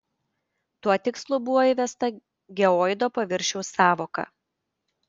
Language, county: Lithuanian, Panevėžys